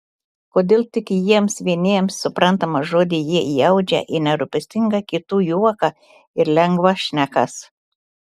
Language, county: Lithuanian, Telšiai